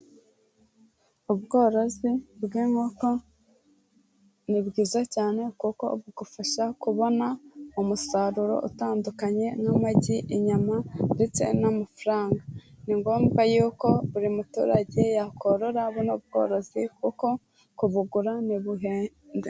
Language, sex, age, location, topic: Kinyarwanda, female, 18-24, Kigali, agriculture